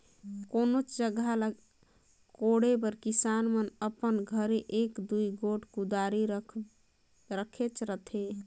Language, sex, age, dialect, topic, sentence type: Chhattisgarhi, female, 18-24, Northern/Bhandar, agriculture, statement